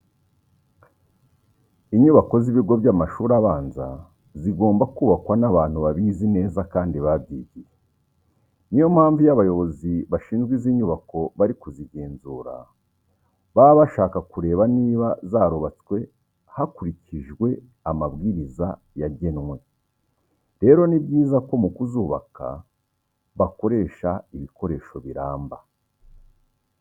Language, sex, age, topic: Kinyarwanda, male, 36-49, education